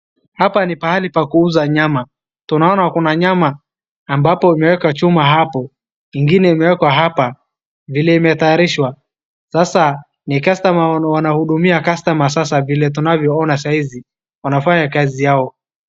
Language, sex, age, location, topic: Swahili, male, 36-49, Wajir, finance